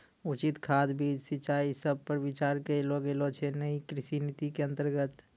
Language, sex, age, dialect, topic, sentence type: Maithili, male, 25-30, Angika, agriculture, statement